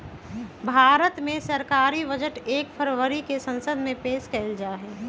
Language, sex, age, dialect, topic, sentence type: Magahi, female, 31-35, Western, banking, statement